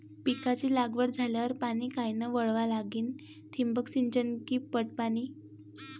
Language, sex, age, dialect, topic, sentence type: Marathi, female, 18-24, Varhadi, agriculture, question